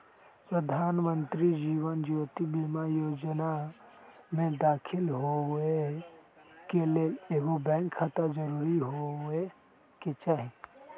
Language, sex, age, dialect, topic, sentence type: Magahi, male, 18-24, Western, banking, statement